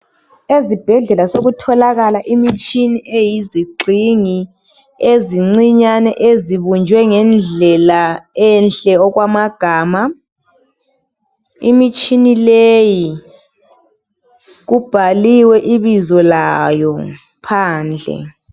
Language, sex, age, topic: North Ndebele, female, 18-24, health